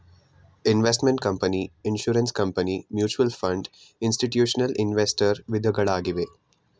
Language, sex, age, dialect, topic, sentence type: Kannada, male, 18-24, Mysore Kannada, banking, statement